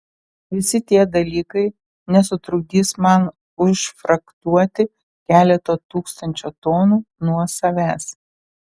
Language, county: Lithuanian, Telšiai